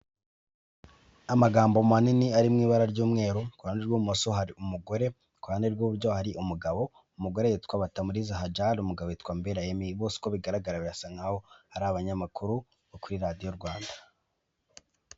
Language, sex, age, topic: Kinyarwanda, male, 18-24, government